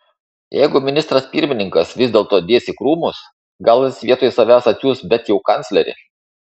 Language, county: Lithuanian, Šiauliai